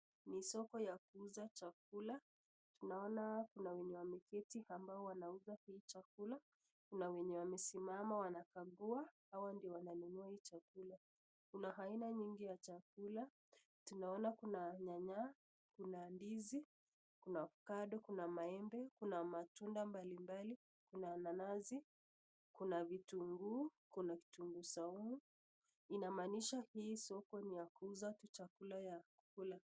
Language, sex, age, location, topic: Swahili, female, 25-35, Nakuru, finance